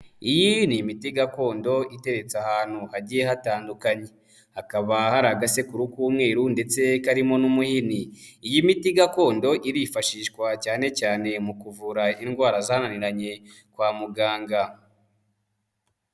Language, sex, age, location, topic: Kinyarwanda, male, 25-35, Huye, health